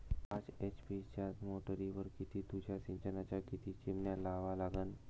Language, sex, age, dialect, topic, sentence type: Marathi, male, 18-24, Varhadi, agriculture, question